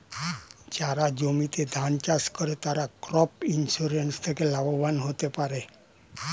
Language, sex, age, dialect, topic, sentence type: Bengali, male, 60-100, Standard Colloquial, banking, statement